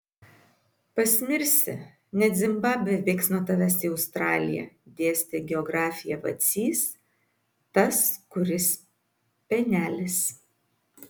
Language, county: Lithuanian, Vilnius